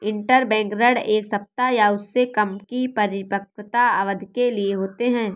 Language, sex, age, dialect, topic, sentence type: Hindi, female, 18-24, Awadhi Bundeli, banking, statement